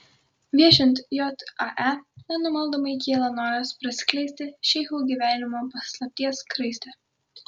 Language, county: Lithuanian, Kaunas